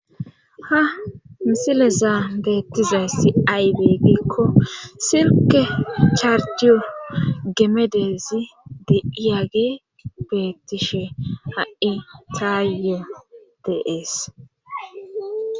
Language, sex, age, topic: Gamo, female, 25-35, government